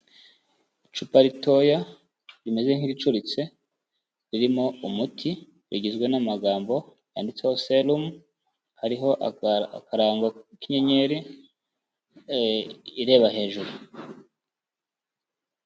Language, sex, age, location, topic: Kinyarwanda, male, 25-35, Kigali, health